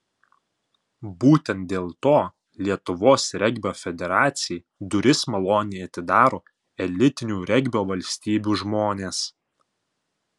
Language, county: Lithuanian, Panevėžys